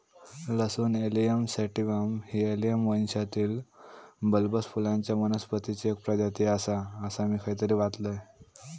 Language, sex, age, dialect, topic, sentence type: Marathi, male, 18-24, Southern Konkan, agriculture, statement